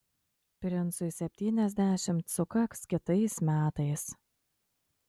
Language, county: Lithuanian, Kaunas